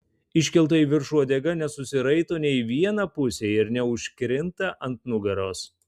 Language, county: Lithuanian, Tauragė